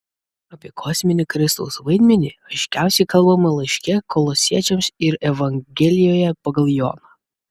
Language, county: Lithuanian, Vilnius